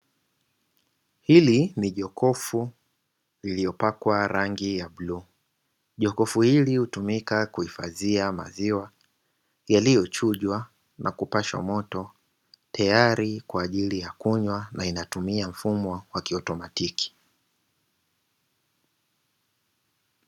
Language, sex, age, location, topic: Swahili, male, 25-35, Dar es Salaam, finance